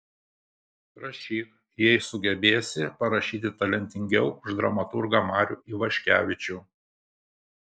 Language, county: Lithuanian, Kaunas